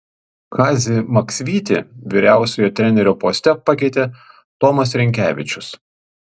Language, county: Lithuanian, Panevėžys